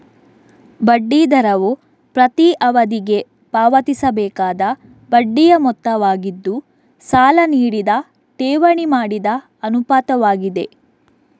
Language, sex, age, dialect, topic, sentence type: Kannada, female, 56-60, Coastal/Dakshin, banking, statement